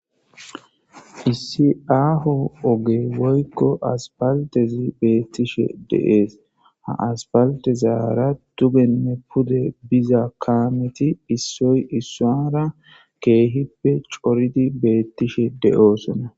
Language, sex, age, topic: Gamo, male, 25-35, government